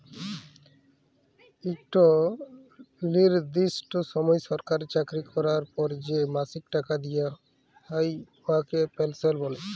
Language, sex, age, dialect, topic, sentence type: Bengali, male, 18-24, Jharkhandi, banking, statement